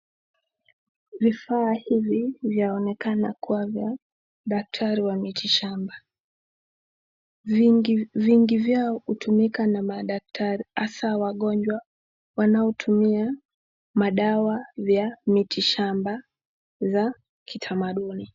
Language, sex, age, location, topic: Swahili, female, 18-24, Nakuru, health